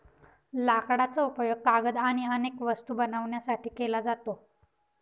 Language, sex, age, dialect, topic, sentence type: Marathi, female, 18-24, Northern Konkan, agriculture, statement